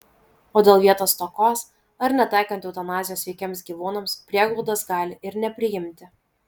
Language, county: Lithuanian, Vilnius